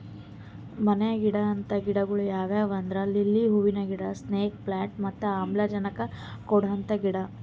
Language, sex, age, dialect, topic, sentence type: Kannada, female, 18-24, Northeastern, agriculture, statement